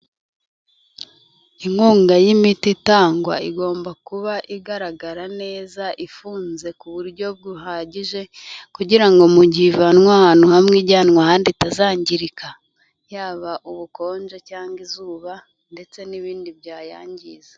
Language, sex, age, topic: Kinyarwanda, female, 25-35, health